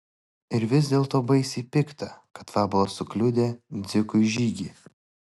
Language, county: Lithuanian, Vilnius